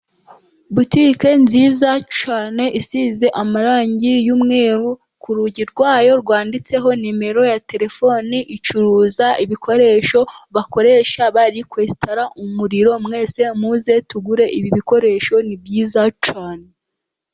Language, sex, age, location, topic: Kinyarwanda, female, 18-24, Musanze, finance